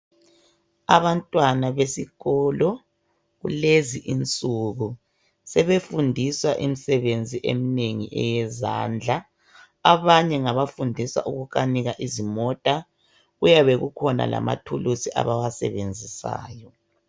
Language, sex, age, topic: North Ndebele, male, 25-35, education